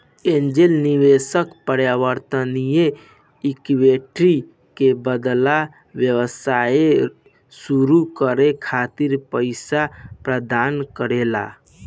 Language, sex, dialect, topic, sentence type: Bhojpuri, male, Southern / Standard, banking, statement